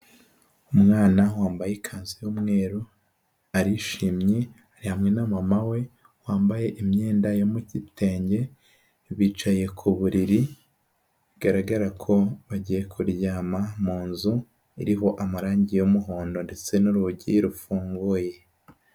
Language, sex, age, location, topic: Kinyarwanda, male, 18-24, Huye, health